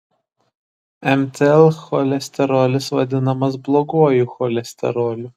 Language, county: Lithuanian, Šiauliai